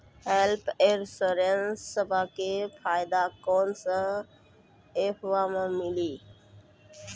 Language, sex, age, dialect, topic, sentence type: Maithili, female, 36-40, Angika, banking, question